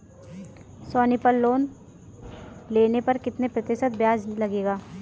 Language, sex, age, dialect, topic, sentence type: Hindi, female, 18-24, Kanauji Braj Bhasha, banking, question